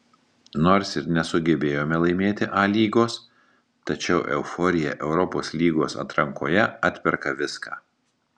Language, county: Lithuanian, Marijampolė